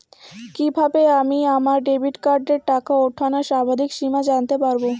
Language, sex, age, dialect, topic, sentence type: Bengali, female, 60-100, Rajbangshi, banking, question